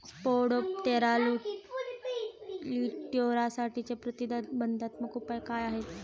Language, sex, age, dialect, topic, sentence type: Marathi, female, 18-24, Standard Marathi, agriculture, question